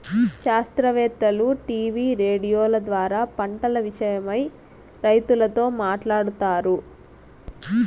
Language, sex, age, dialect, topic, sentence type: Telugu, female, 18-24, Southern, agriculture, statement